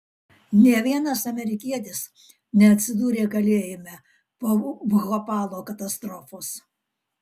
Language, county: Lithuanian, Alytus